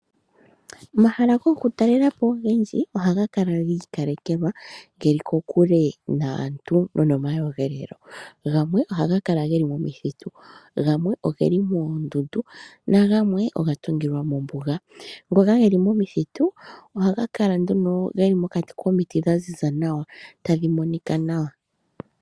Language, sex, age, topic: Oshiwambo, male, 25-35, agriculture